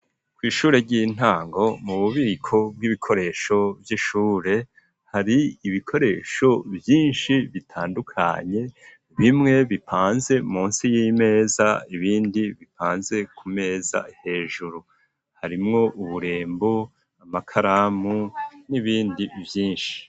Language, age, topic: Rundi, 50+, education